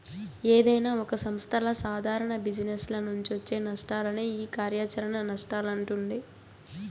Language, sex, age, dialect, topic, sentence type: Telugu, female, 18-24, Southern, banking, statement